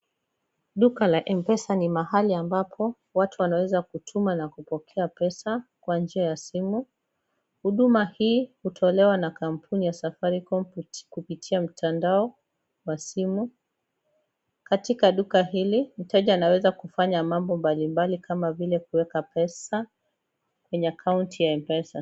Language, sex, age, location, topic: Swahili, female, 25-35, Kisumu, finance